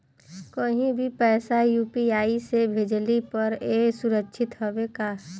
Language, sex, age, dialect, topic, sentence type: Bhojpuri, female, 25-30, Western, banking, question